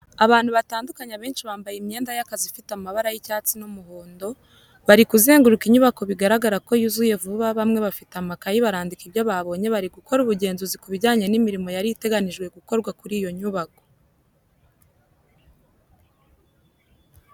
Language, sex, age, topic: Kinyarwanda, female, 18-24, education